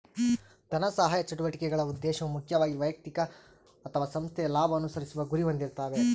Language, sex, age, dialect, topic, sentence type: Kannada, female, 18-24, Central, banking, statement